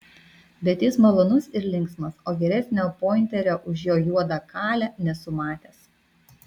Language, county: Lithuanian, Vilnius